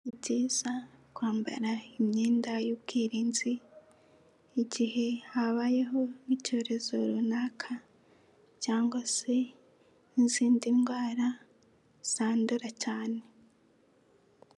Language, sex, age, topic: Kinyarwanda, female, 18-24, health